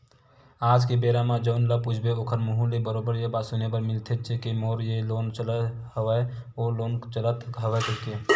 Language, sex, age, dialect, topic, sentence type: Chhattisgarhi, male, 18-24, Western/Budati/Khatahi, banking, statement